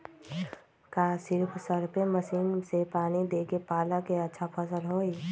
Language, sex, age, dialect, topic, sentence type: Magahi, female, 18-24, Western, agriculture, question